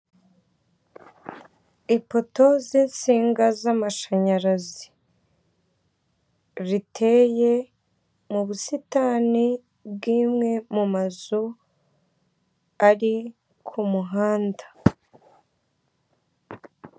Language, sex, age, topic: Kinyarwanda, female, 18-24, government